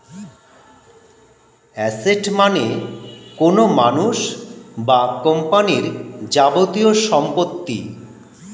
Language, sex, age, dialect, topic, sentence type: Bengali, male, 51-55, Standard Colloquial, banking, statement